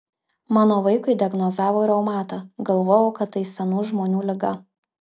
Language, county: Lithuanian, Marijampolė